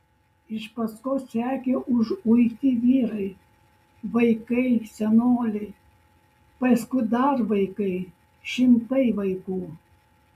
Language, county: Lithuanian, Šiauliai